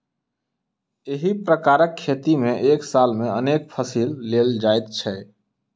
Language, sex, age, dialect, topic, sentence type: Maithili, male, 25-30, Southern/Standard, agriculture, statement